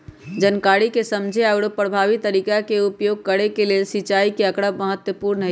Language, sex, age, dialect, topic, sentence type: Magahi, male, 31-35, Western, agriculture, statement